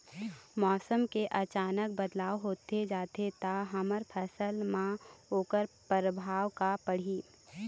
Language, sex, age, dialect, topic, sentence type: Chhattisgarhi, female, 25-30, Eastern, agriculture, question